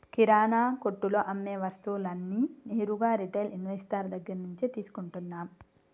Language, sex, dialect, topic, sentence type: Telugu, female, Telangana, banking, statement